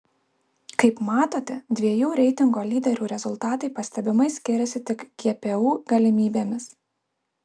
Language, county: Lithuanian, Alytus